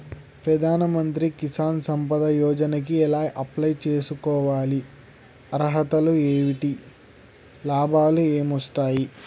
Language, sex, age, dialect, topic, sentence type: Telugu, male, 18-24, Telangana, banking, question